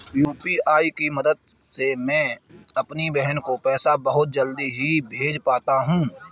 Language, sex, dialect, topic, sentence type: Hindi, male, Kanauji Braj Bhasha, banking, statement